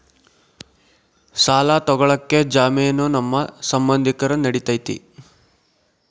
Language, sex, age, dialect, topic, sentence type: Kannada, male, 56-60, Central, banking, question